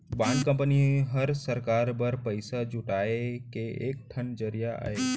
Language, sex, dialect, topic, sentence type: Chhattisgarhi, male, Central, banking, statement